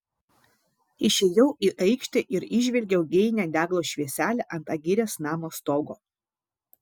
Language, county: Lithuanian, Vilnius